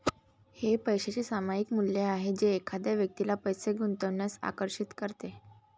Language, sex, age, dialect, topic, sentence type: Marathi, female, 18-24, Varhadi, banking, statement